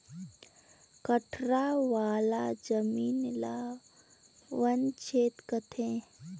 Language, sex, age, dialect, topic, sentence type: Chhattisgarhi, female, 18-24, Northern/Bhandar, agriculture, statement